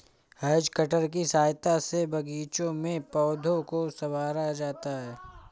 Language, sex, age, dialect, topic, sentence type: Hindi, male, 25-30, Awadhi Bundeli, agriculture, statement